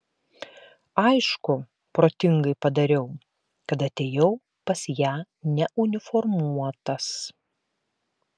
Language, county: Lithuanian, Klaipėda